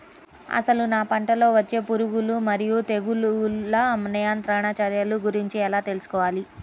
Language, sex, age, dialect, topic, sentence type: Telugu, female, 31-35, Central/Coastal, agriculture, question